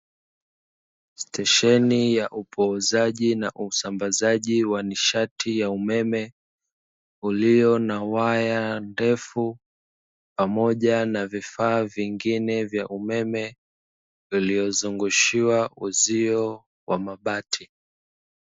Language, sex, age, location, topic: Swahili, male, 25-35, Dar es Salaam, government